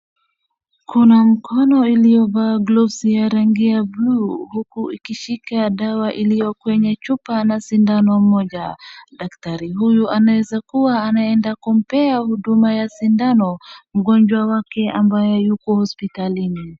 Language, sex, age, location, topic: Swahili, female, 25-35, Wajir, health